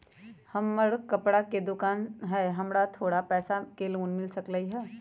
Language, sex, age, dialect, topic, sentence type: Magahi, female, 56-60, Western, banking, question